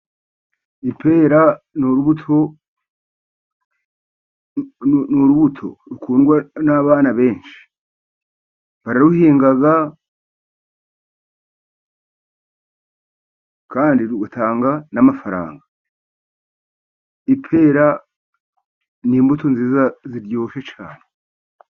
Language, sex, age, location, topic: Kinyarwanda, male, 50+, Musanze, agriculture